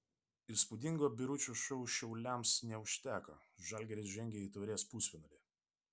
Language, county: Lithuanian, Vilnius